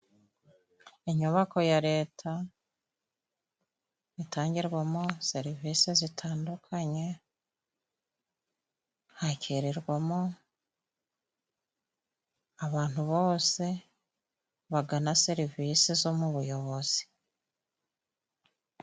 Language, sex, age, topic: Kinyarwanda, female, 36-49, government